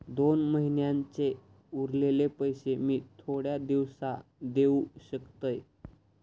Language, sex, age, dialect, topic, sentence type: Marathi, male, 18-24, Southern Konkan, banking, question